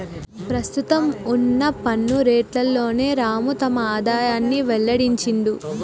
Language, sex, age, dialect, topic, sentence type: Telugu, female, 41-45, Telangana, banking, statement